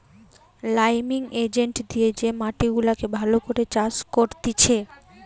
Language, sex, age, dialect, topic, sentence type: Bengali, female, 18-24, Western, agriculture, statement